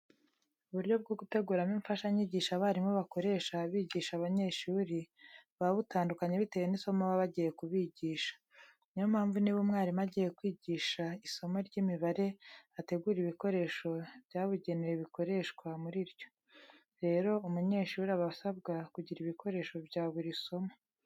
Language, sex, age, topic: Kinyarwanda, female, 36-49, education